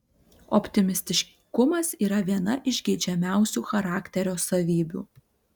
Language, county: Lithuanian, Alytus